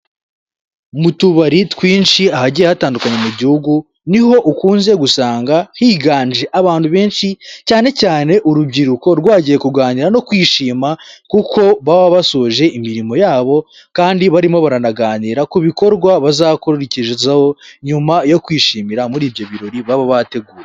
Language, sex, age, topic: Kinyarwanda, male, 18-24, finance